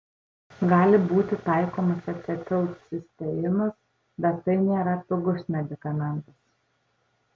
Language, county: Lithuanian, Tauragė